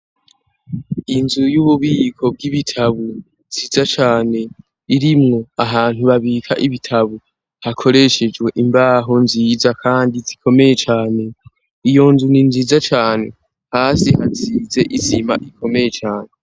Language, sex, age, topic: Rundi, male, 18-24, education